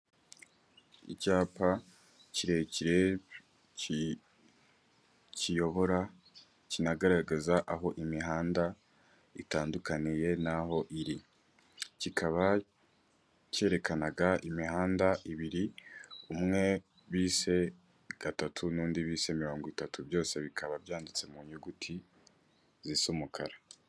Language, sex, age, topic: Kinyarwanda, male, 18-24, government